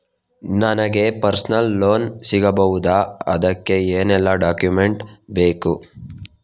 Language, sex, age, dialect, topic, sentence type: Kannada, male, 18-24, Coastal/Dakshin, banking, question